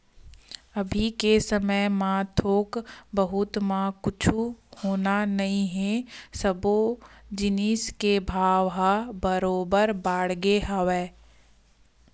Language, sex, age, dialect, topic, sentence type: Chhattisgarhi, female, 25-30, Western/Budati/Khatahi, banking, statement